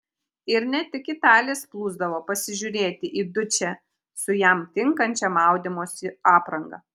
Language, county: Lithuanian, Kaunas